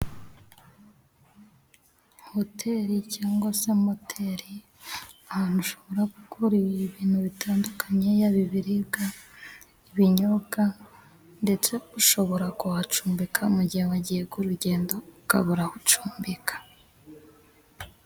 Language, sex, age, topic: Kinyarwanda, female, 18-24, finance